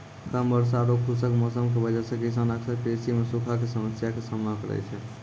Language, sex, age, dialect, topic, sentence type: Maithili, male, 18-24, Angika, agriculture, statement